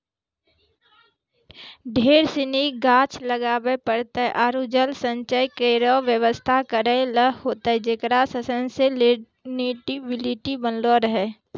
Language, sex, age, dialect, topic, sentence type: Maithili, female, 18-24, Angika, agriculture, statement